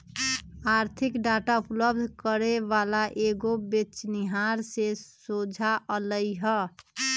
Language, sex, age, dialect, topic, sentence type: Magahi, female, 31-35, Western, banking, statement